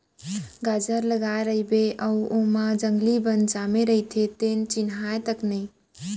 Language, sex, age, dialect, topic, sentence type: Chhattisgarhi, female, 18-24, Central, agriculture, statement